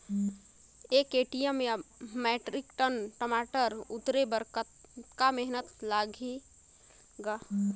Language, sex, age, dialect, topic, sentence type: Chhattisgarhi, female, 31-35, Northern/Bhandar, agriculture, question